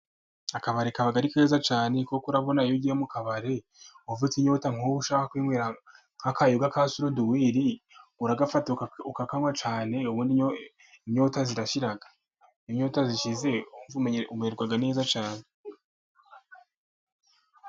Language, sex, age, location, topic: Kinyarwanda, male, 25-35, Musanze, finance